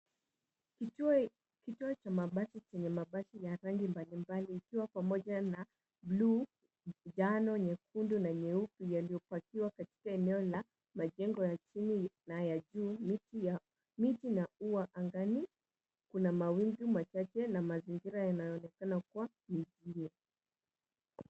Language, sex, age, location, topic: Swahili, female, 18-24, Nairobi, government